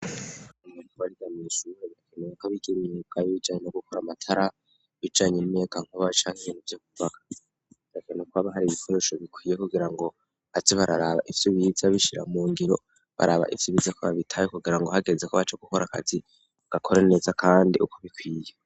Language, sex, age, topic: Rundi, female, 25-35, education